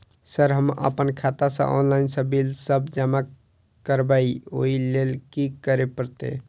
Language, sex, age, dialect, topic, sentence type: Maithili, male, 18-24, Southern/Standard, banking, question